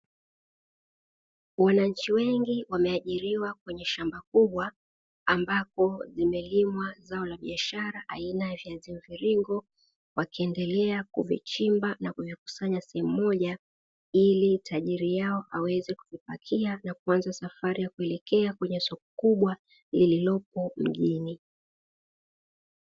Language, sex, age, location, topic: Swahili, female, 18-24, Dar es Salaam, agriculture